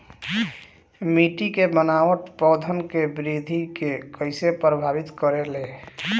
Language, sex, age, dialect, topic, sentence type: Bhojpuri, male, 31-35, Southern / Standard, agriculture, statement